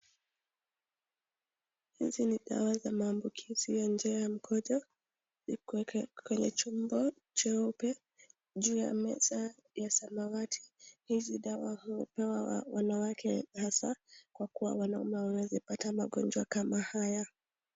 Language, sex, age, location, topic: Swahili, female, 18-24, Nakuru, health